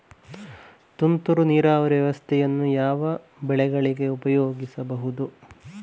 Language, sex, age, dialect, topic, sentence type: Kannada, male, 18-24, Coastal/Dakshin, agriculture, question